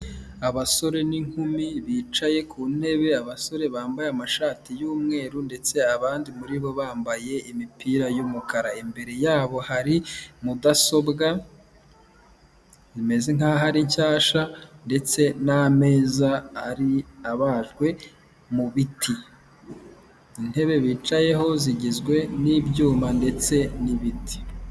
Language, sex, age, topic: Kinyarwanda, male, 25-35, government